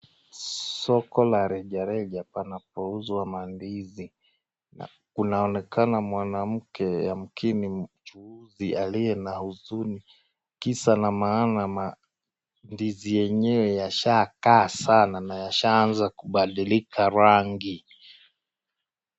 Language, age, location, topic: Swahili, 36-49, Nakuru, agriculture